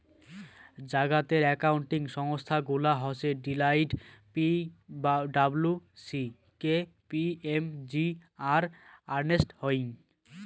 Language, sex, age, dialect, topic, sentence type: Bengali, male, 18-24, Rajbangshi, banking, statement